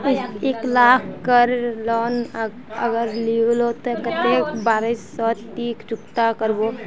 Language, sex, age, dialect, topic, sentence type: Magahi, female, 18-24, Northeastern/Surjapuri, banking, question